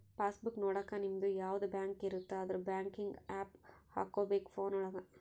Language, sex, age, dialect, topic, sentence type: Kannada, female, 18-24, Central, banking, statement